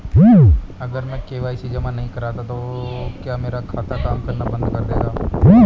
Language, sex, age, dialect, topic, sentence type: Hindi, male, 25-30, Marwari Dhudhari, banking, question